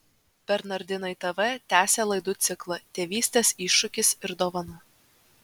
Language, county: Lithuanian, Vilnius